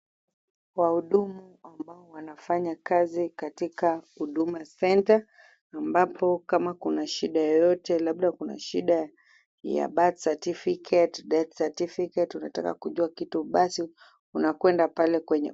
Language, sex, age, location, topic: Swahili, female, 25-35, Kisumu, government